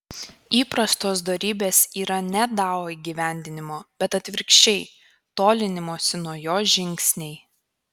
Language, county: Lithuanian, Kaunas